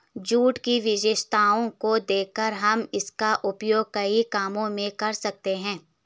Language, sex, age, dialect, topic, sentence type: Hindi, female, 56-60, Garhwali, agriculture, statement